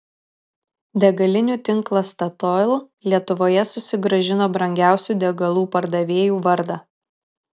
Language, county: Lithuanian, Kaunas